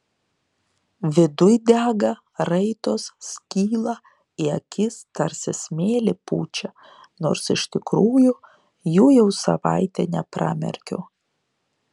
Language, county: Lithuanian, Šiauliai